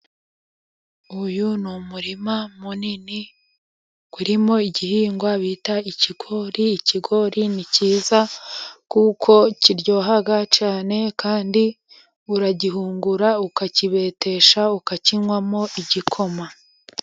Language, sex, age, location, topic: Kinyarwanda, female, 25-35, Musanze, agriculture